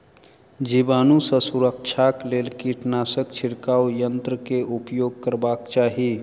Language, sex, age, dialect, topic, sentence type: Maithili, male, 31-35, Southern/Standard, agriculture, statement